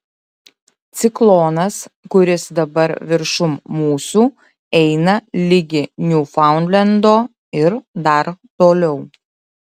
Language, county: Lithuanian, Utena